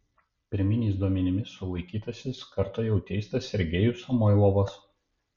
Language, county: Lithuanian, Panevėžys